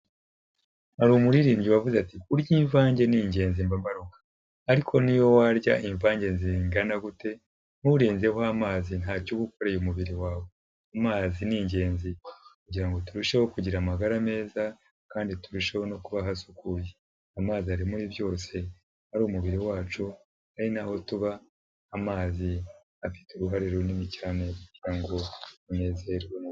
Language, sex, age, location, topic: Kinyarwanda, male, 50+, Kigali, health